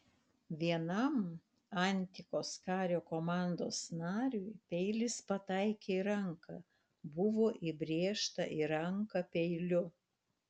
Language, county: Lithuanian, Panevėžys